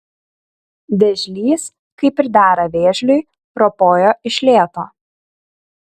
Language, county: Lithuanian, Kaunas